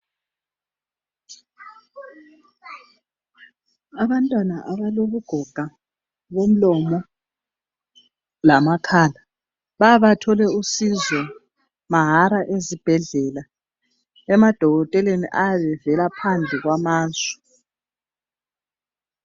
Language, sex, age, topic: North Ndebele, male, 25-35, health